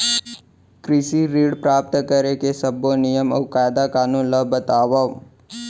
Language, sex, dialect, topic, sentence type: Chhattisgarhi, male, Central, banking, question